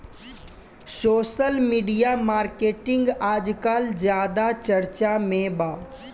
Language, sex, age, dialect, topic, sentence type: Bhojpuri, male, 18-24, Southern / Standard, banking, statement